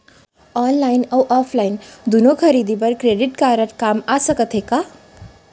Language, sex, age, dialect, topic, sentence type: Chhattisgarhi, female, 18-24, Central, banking, question